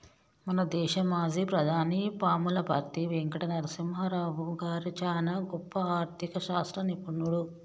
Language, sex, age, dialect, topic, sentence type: Telugu, male, 18-24, Telangana, banking, statement